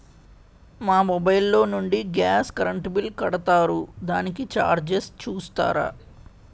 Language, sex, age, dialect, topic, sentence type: Telugu, male, 18-24, Utterandhra, banking, question